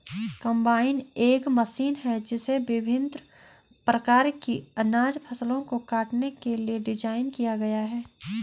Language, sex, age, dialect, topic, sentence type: Hindi, female, 25-30, Garhwali, agriculture, statement